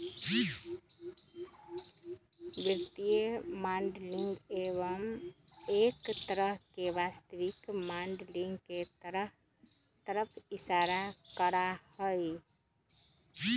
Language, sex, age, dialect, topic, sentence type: Magahi, female, 36-40, Western, banking, statement